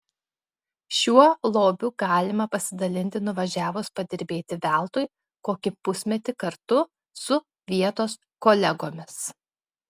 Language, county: Lithuanian, Klaipėda